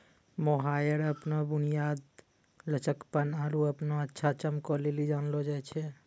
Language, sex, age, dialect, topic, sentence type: Maithili, male, 25-30, Angika, agriculture, statement